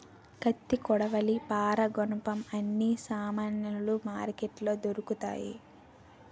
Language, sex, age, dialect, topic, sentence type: Telugu, female, 18-24, Utterandhra, agriculture, statement